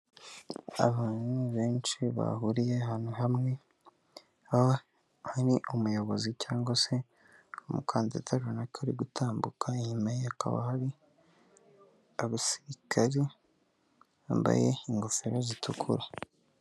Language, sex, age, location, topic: Kinyarwanda, male, 18-24, Kigali, government